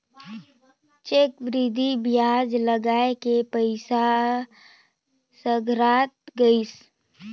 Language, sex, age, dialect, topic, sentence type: Chhattisgarhi, female, 18-24, Northern/Bhandar, banking, statement